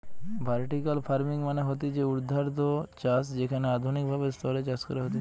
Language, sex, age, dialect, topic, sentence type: Bengali, male, 25-30, Western, agriculture, statement